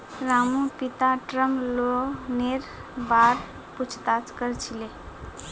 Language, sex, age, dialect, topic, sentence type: Magahi, female, 25-30, Northeastern/Surjapuri, banking, statement